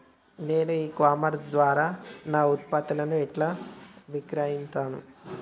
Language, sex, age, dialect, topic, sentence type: Telugu, male, 18-24, Telangana, agriculture, question